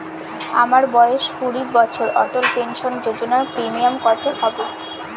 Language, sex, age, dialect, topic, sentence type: Bengali, female, 18-24, Northern/Varendri, banking, question